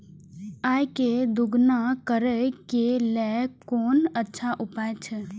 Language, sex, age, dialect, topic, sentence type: Maithili, female, 18-24, Eastern / Thethi, agriculture, question